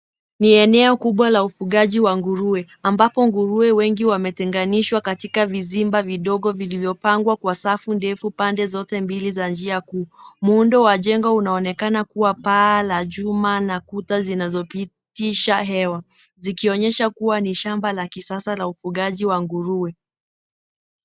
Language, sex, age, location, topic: Swahili, female, 18-24, Nairobi, agriculture